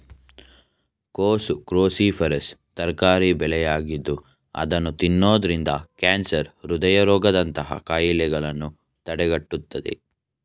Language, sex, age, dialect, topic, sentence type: Kannada, male, 18-24, Mysore Kannada, agriculture, statement